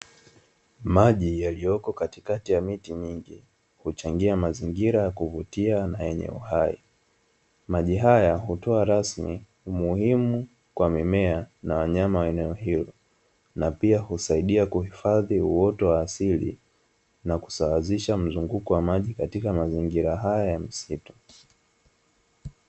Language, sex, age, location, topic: Swahili, male, 18-24, Dar es Salaam, agriculture